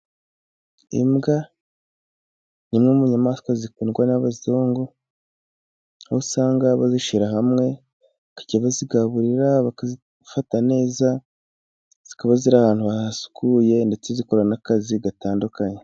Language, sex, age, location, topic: Kinyarwanda, male, 18-24, Musanze, agriculture